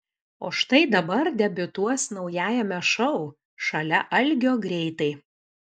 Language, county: Lithuanian, Alytus